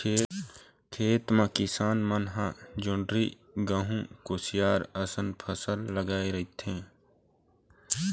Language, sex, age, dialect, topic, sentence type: Chhattisgarhi, male, 18-24, Eastern, agriculture, statement